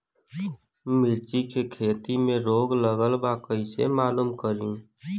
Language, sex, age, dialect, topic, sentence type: Bhojpuri, male, 18-24, Western, agriculture, question